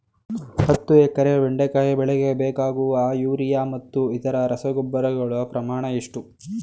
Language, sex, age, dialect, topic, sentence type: Kannada, male, 18-24, Mysore Kannada, agriculture, question